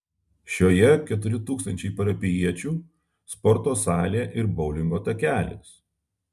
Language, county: Lithuanian, Alytus